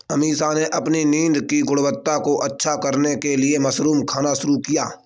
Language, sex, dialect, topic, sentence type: Hindi, male, Kanauji Braj Bhasha, agriculture, statement